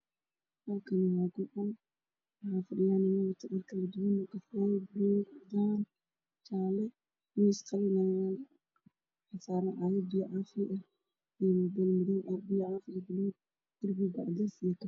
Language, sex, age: Somali, female, 25-35